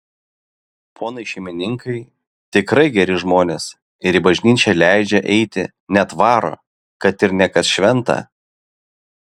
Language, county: Lithuanian, Vilnius